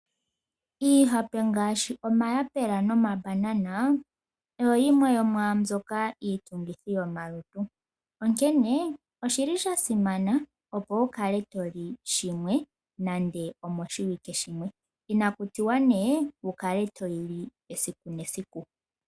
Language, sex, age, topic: Oshiwambo, female, 18-24, finance